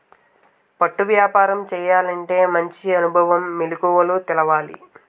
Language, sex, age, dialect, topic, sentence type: Telugu, male, 18-24, Utterandhra, agriculture, statement